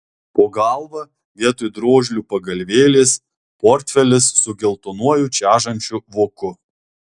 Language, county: Lithuanian, Alytus